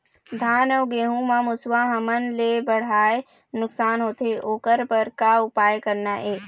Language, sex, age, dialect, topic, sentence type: Chhattisgarhi, female, 18-24, Eastern, agriculture, question